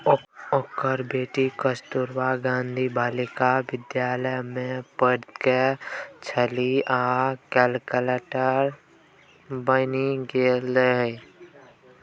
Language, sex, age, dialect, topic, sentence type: Maithili, male, 18-24, Bajjika, banking, statement